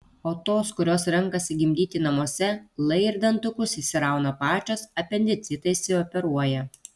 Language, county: Lithuanian, Kaunas